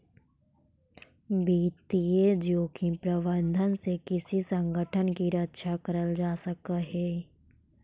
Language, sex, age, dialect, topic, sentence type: Magahi, female, 25-30, Central/Standard, banking, statement